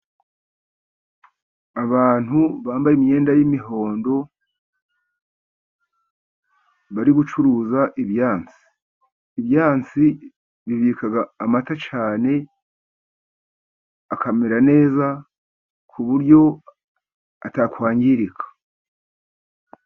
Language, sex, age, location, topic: Kinyarwanda, male, 50+, Musanze, government